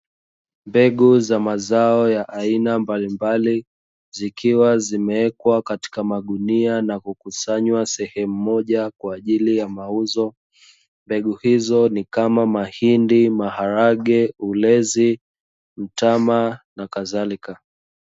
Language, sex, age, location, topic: Swahili, male, 25-35, Dar es Salaam, agriculture